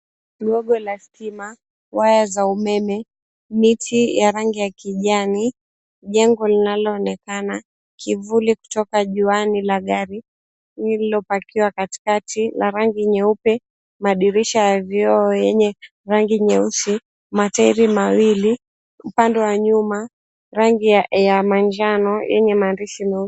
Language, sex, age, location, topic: Swahili, female, 18-24, Mombasa, finance